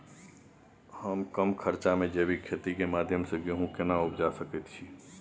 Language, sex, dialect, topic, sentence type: Maithili, male, Bajjika, agriculture, question